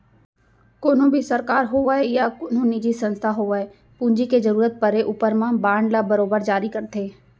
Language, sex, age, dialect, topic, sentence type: Chhattisgarhi, female, 25-30, Central, banking, statement